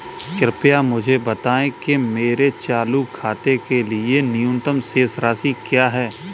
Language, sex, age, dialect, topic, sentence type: Hindi, male, 18-24, Kanauji Braj Bhasha, banking, statement